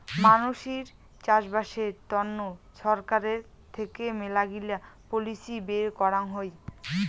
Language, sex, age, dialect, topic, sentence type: Bengali, female, 18-24, Rajbangshi, agriculture, statement